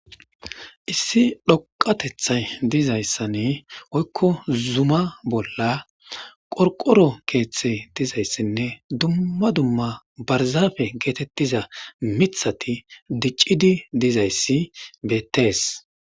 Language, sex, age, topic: Gamo, male, 18-24, government